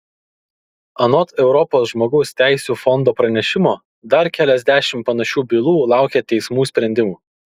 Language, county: Lithuanian, Kaunas